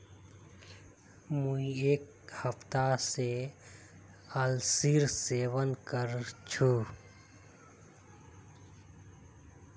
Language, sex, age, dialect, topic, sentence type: Magahi, male, 25-30, Northeastern/Surjapuri, agriculture, statement